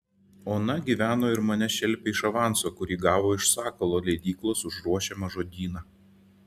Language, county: Lithuanian, Šiauliai